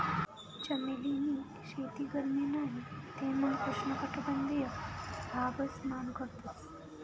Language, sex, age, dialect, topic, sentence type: Marathi, female, 18-24, Northern Konkan, agriculture, statement